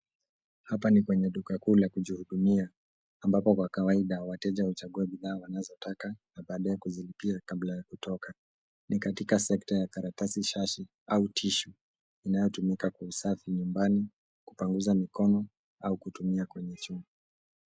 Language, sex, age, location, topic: Swahili, male, 18-24, Nairobi, finance